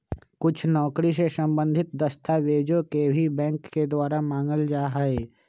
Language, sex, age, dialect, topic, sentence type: Magahi, male, 46-50, Western, banking, statement